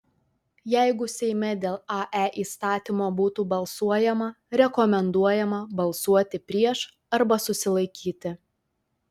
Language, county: Lithuanian, Telšiai